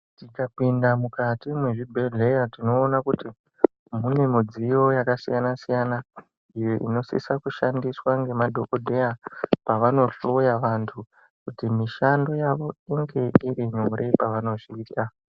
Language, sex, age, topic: Ndau, male, 18-24, health